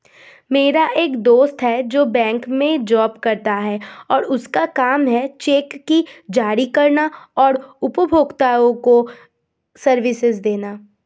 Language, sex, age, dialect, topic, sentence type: Hindi, female, 25-30, Hindustani Malvi Khadi Boli, banking, statement